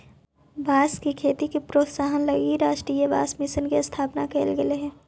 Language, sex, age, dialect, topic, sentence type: Magahi, female, 18-24, Central/Standard, banking, statement